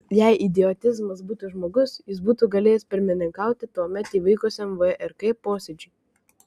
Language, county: Lithuanian, Kaunas